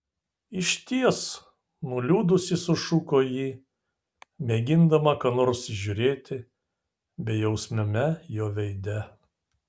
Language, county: Lithuanian, Vilnius